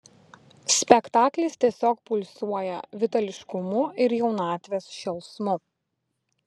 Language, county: Lithuanian, Vilnius